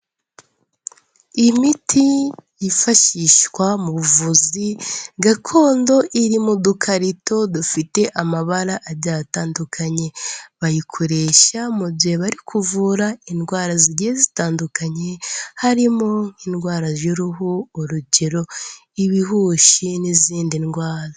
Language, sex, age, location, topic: Kinyarwanda, female, 18-24, Kigali, health